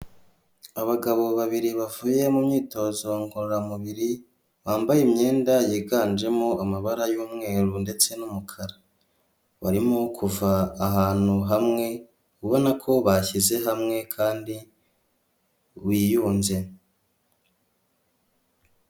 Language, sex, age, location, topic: Kinyarwanda, male, 25-35, Kigali, health